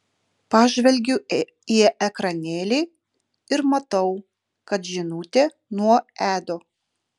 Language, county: Lithuanian, Utena